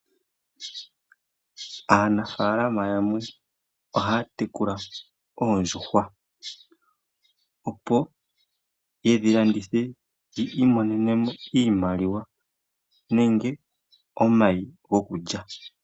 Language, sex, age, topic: Oshiwambo, male, 25-35, agriculture